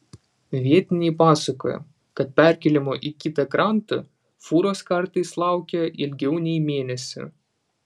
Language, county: Lithuanian, Vilnius